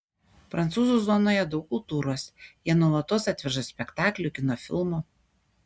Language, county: Lithuanian, Šiauliai